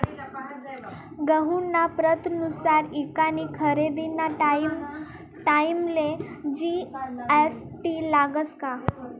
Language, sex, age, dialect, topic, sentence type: Marathi, female, 18-24, Northern Konkan, banking, statement